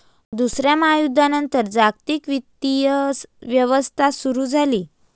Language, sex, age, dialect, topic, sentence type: Marathi, female, 25-30, Varhadi, banking, statement